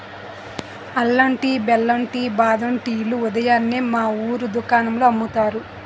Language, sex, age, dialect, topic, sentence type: Telugu, female, 18-24, Utterandhra, agriculture, statement